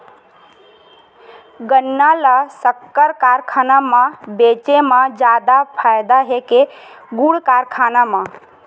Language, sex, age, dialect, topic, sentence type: Chhattisgarhi, female, 25-30, Western/Budati/Khatahi, agriculture, question